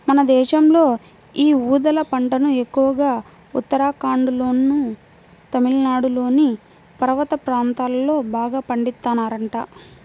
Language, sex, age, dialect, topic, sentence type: Telugu, female, 25-30, Central/Coastal, agriculture, statement